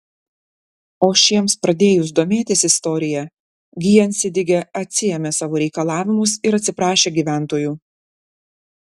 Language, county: Lithuanian, Klaipėda